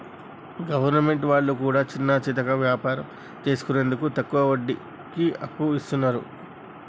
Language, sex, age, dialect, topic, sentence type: Telugu, male, 36-40, Telangana, banking, statement